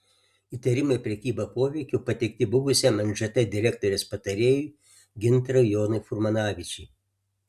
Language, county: Lithuanian, Alytus